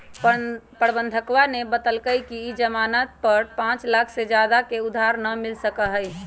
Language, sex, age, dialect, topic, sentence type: Magahi, female, 25-30, Western, banking, statement